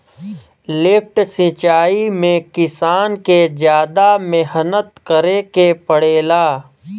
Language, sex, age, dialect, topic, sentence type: Bhojpuri, male, 31-35, Western, agriculture, statement